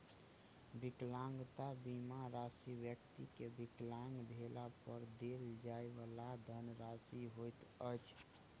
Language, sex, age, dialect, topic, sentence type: Maithili, male, 18-24, Southern/Standard, banking, statement